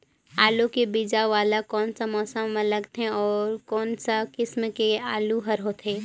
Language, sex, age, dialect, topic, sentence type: Chhattisgarhi, female, 18-24, Northern/Bhandar, agriculture, question